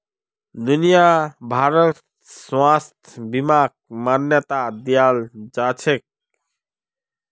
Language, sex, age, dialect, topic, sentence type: Magahi, male, 36-40, Northeastern/Surjapuri, banking, statement